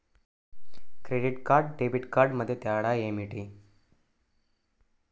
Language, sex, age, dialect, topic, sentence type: Telugu, male, 18-24, Central/Coastal, banking, question